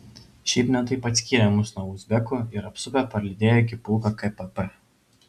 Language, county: Lithuanian, Vilnius